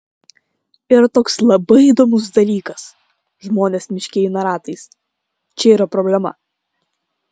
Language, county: Lithuanian, Klaipėda